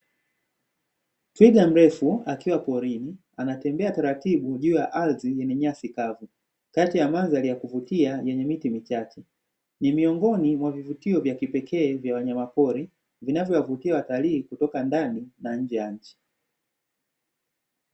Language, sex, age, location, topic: Swahili, male, 25-35, Dar es Salaam, agriculture